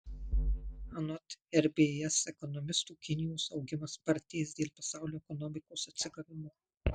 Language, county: Lithuanian, Marijampolė